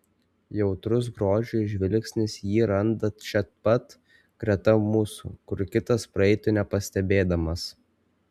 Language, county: Lithuanian, Kaunas